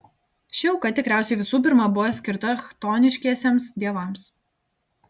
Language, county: Lithuanian, Telšiai